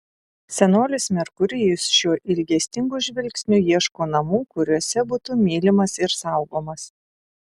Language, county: Lithuanian, Utena